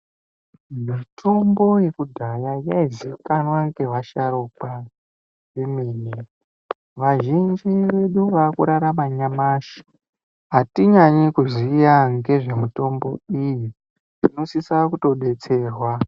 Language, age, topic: Ndau, 18-24, health